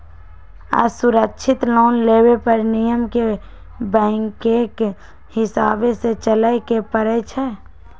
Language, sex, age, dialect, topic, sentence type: Magahi, female, 18-24, Western, banking, statement